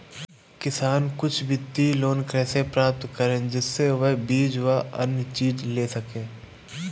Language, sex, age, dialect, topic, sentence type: Hindi, male, 18-24, Awadhi Bundeli, agriculture, question